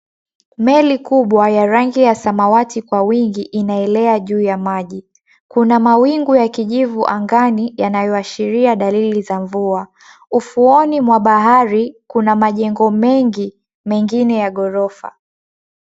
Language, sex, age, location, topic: Swahili, female, 18-24, Mombasa, government